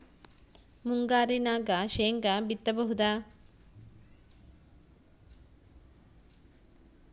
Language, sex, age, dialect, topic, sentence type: Kannada, female, 46-50, Central, agriculture, question